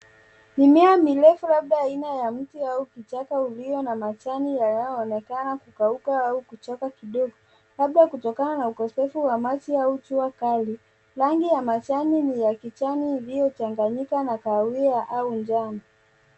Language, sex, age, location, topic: Swahili, male, 18-24, Nairobi, health